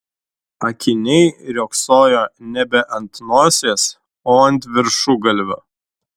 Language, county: Lithuanian, Šiauliai